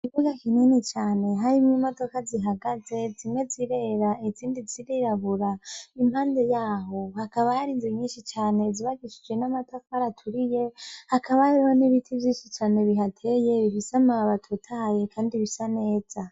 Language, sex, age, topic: Rundi, female, 18-24, education